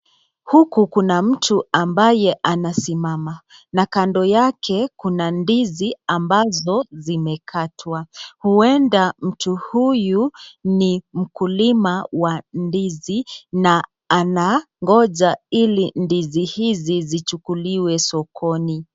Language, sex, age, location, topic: Swahili, female, 25-35, Nakuru, agriculture